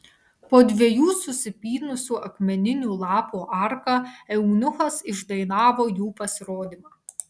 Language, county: Lithuanian, Vilnius